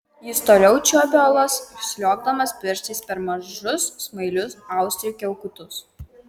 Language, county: Lithuanian, Kaunas